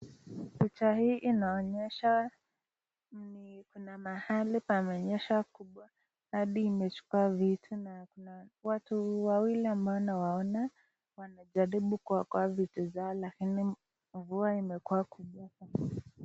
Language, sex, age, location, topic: Swahili, female, 18-24, Nakuru, health